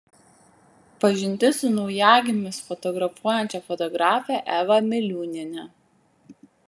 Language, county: Lithuanian, Vilnius